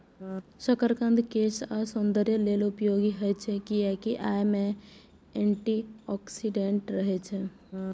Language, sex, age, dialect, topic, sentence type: Maithili, female, 18-24, Eastern / Thethi, agriculture, statement